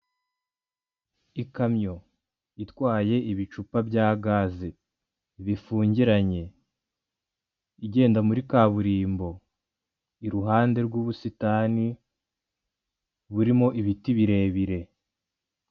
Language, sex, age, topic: Kinyarwanda, male, 25-35, government